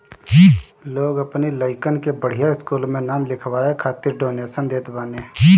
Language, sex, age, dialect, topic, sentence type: Bhojpuri, male, 25-30, Northern, banking, statement